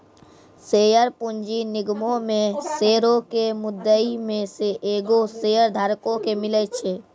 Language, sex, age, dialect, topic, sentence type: Maithili, male, 46-50, Angika, banking, statement